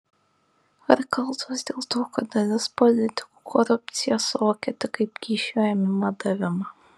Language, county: Lithuanian, Kaunas